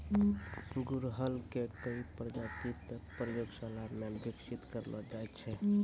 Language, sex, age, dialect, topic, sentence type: Maithili, male, 18-24, Angika, agriculture, statement